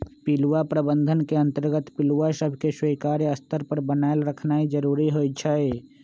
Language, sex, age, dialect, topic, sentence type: Magahi, male, 25-30, Western, agriculture, statement